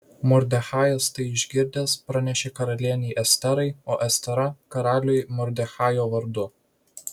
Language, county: Lithuanian, Vilnius